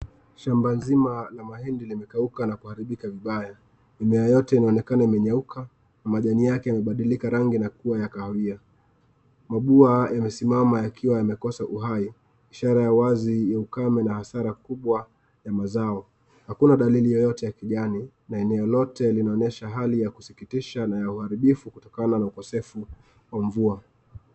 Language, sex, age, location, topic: Swahili, male, 25-35, Nakuru, agriculture